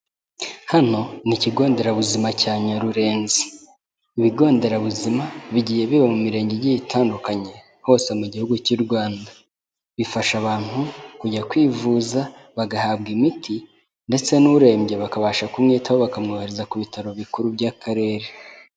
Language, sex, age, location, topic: Kinyarwanda, male, 18-24, Kigali, health